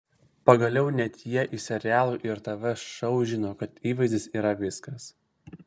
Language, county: Lithuanian, Vilnius